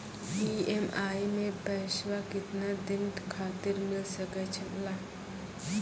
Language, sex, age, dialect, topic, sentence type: Maithili, female, 18-24, Angika, banking, question